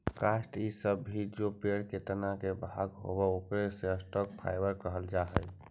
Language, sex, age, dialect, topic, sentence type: Magahi, male, 46-50, Central/Standard, agriculture, statement